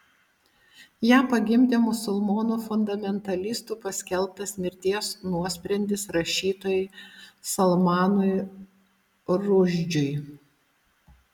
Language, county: Lithuanian, Utena